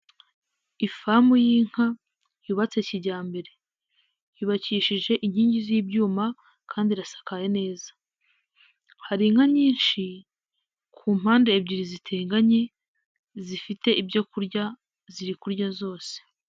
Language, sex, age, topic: Kinyarwanda, female, 18-24, agriculture